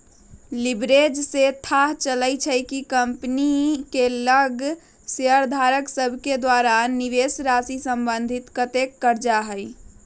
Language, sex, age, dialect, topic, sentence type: Magahi, female, 36-40, Western, banking, statement